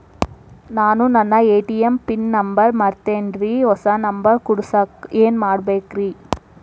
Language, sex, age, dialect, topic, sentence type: Kannada, female, 18-24, Dharwad Kannada, banking, question